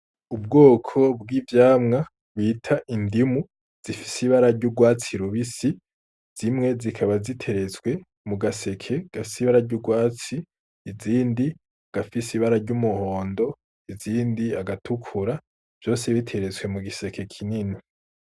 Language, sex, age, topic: Rundi, male, 18-24, agriculture